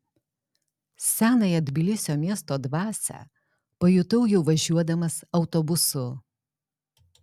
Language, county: Lithuanian, Alytus